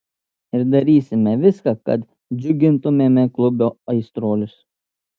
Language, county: Lithuanian, Telšiai